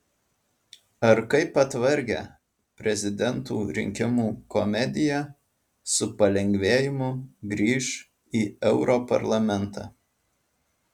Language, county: Lithuanian, Alytus